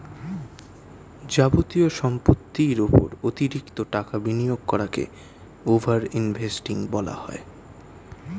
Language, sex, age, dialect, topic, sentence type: Bengali, male, 18-24, Standard Colloquial, banking, statement